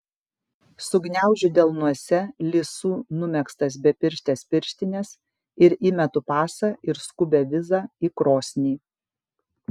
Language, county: Lithuanian, Kaunas